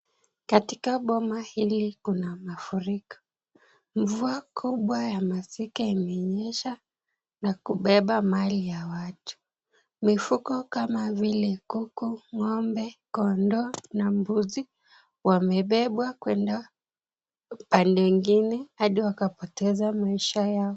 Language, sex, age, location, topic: Swahili, female, 25-35, Nakuru, health